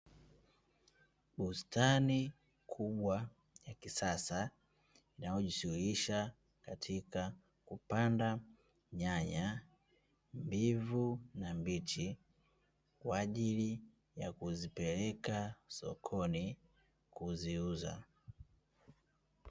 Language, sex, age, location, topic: Swahili, male, 18-24, Dar es Salaam, agriculture